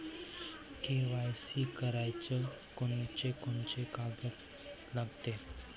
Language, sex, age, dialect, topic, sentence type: Marathi, male, 18-24, Varhadi, banking, question